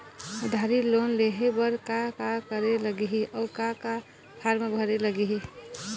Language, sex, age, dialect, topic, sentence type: Chhattisgarhi, female, 25-30, Eastern, banking, question